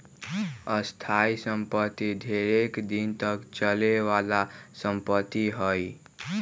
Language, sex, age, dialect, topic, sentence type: Magahi, male, 18-24, Western, banking, statement